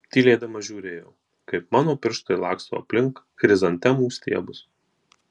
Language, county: Lithuanian, Marijampolė